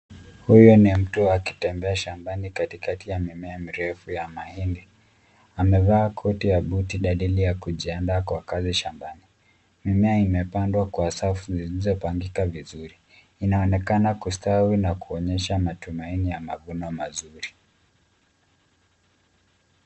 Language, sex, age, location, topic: Swahili, male, 25-35, Nairobi, agriculture